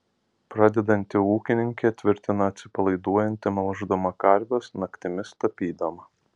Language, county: Lithuanian, Alytus